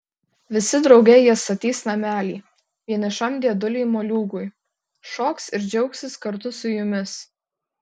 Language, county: Lithuanian, Kaunas